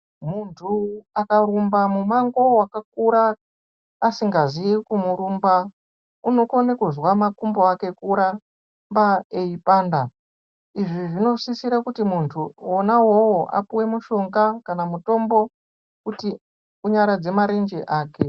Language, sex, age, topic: Ndau, male, 25-35, health